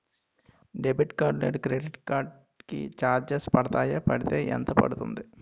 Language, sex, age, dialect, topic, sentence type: Telugu, male, 51-55, Utterandhra, banking, question